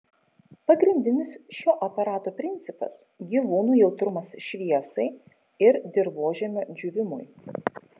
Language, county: Lithuanian, Kaunas